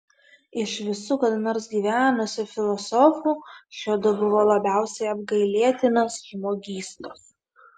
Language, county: Lithuanian, Vilnius